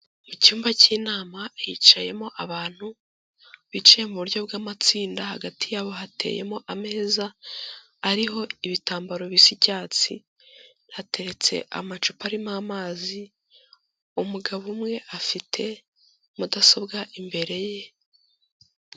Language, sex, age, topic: Kinyarwanda, female, 18-24, government